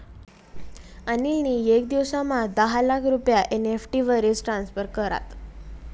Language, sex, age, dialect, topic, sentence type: Marathi, female, 18-24, Northern Konkan, banking, statement